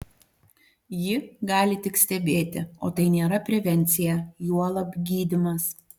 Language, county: Lithuanian, Panevėžys